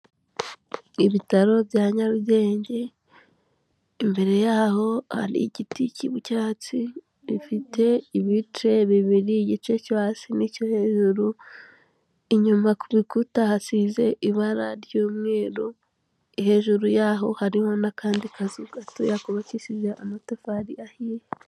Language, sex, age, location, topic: Kinyarwanda, female, 18-24, Kigali, health